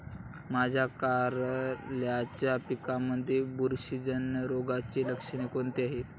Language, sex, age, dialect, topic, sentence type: Marathi, male, 18-24, Standard Marathi, agriculture, question